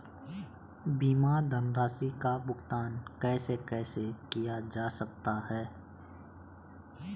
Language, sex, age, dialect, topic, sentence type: Hindi, male, 25-30, Garhwali, banking, question